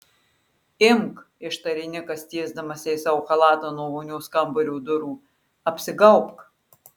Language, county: Lithuanian, Marijampolė